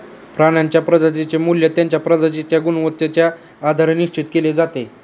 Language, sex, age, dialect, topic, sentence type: Marathi, male, 18-24, Standard Marathi, agriculture, statement